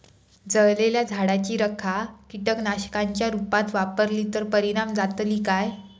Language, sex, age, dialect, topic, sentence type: Marathi, female, 18-24, Southern Konkan, agriculture, question